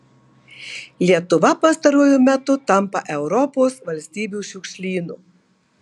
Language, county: Lithuanian, Marijampolė